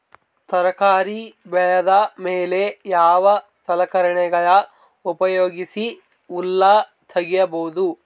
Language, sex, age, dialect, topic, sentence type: Kannada, male, 18-24, Northeastern, agriculture, question